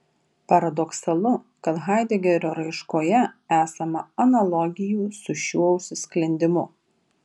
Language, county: Lithuanian, Vilnius